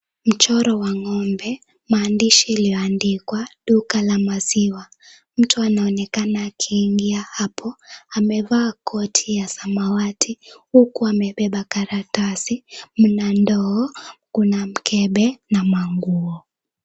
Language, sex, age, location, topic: Swahili, female, 18-24, Kisumu, finance